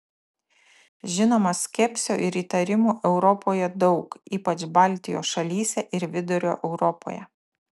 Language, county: Lithuanian, Tauragė